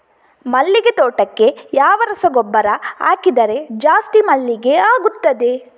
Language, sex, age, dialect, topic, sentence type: Kannada, female, 18-24, Coastal/Dakshin, agriculture, question